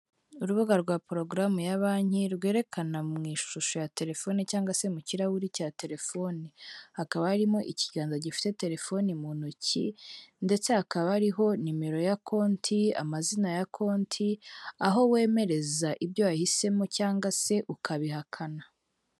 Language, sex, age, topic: Kinyarwanda, female, 18-24, finance